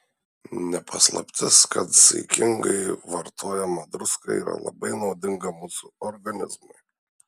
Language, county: Lithuanian, Šiauliai